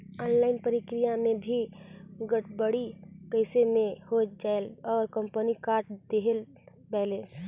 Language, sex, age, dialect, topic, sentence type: Chhattisgarhi, female, 25-30, Northern/Bhandar, banking, question